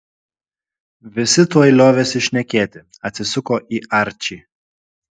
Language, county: Lithuanian, Kaunas